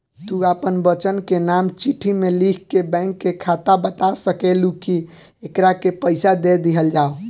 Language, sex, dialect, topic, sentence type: Bhojpuri, male, Southern / Standard, banking, statement